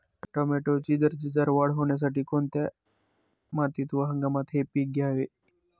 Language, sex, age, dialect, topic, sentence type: Marathi, male, 25-30, Northern Konkan, agriculture, question